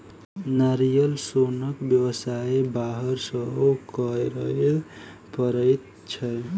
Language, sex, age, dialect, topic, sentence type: Maithili, female, 18-24, Southern/Standard, agriculture, statement